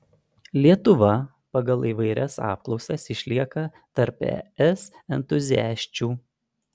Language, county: Lithuanian, Panevėžys